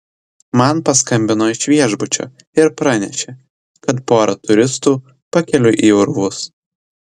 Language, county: Lithuanian, Telšiai